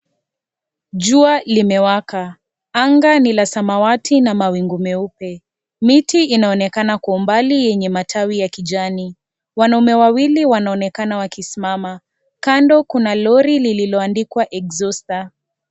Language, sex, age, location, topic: Swahili, female, 25-35, Kisii, health